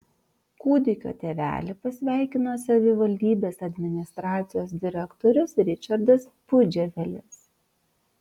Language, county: Lithuanian, Vilnius